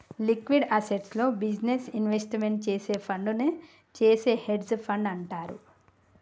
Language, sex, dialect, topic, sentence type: Telugu, female, Telangana, banking, statement